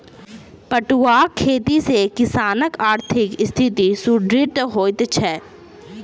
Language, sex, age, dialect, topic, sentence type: Maithili, female, 25-30, Southern/Standard, agriculture, statement